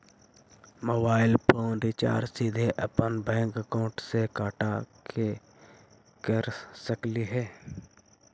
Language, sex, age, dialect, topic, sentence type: Magahi, male, 51-55, Central/Standard, banking, question